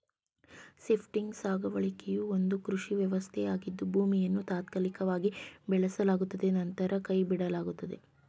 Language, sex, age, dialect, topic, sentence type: Kannada, female, 18-24, Mysore Kannada, agriculture, statement